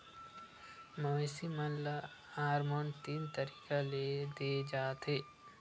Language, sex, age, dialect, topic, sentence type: Chhattisgarhi, male, 18-24, Western/Budati/Khatahi, agriculture, statement